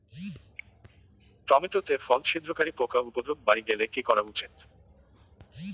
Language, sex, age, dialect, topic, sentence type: Bengali, male, 18-24, Rajbangshi, agriculture, question